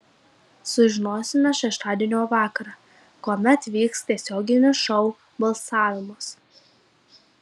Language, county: Lithuanian, Marijampolė